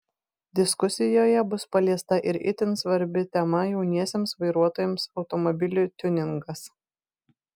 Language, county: Lithuanian, Vilnius